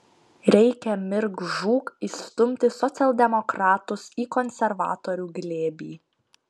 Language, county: Lithuanian, Panevėžys